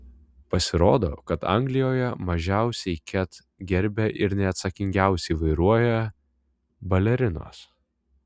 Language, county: Lithuanian, Vilnius